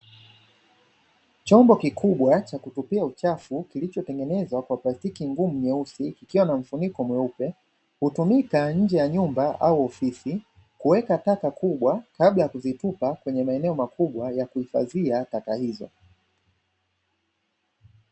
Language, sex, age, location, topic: Swahili, male, 25-35, Dar es Salaam, government